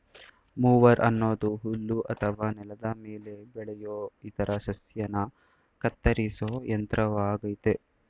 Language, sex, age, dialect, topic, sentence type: Kannada, male, 18-24, Mysore Kannada, agriculture, statement